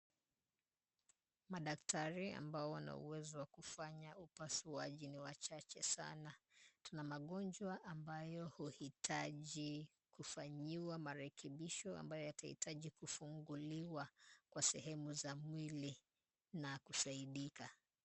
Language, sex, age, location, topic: Swahili, female, 25-35, Kisumu, health